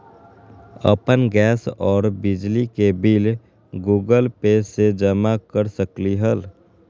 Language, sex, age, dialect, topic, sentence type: Magahi, male, 18-24, Western, banking, question